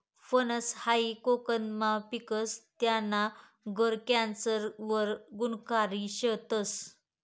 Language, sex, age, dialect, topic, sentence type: Marathi, female, 25-30, Northern Konkan, agriculture, statement